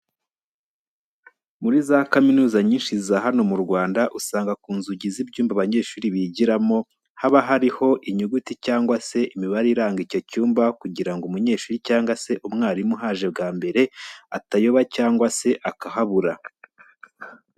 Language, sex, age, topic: Kinyarwanda, male, 25-35, education